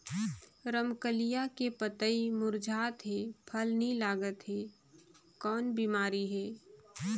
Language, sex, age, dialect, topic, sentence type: Chhattisgarhi, female, 25-30, Northern/Bhandar, agriculture, question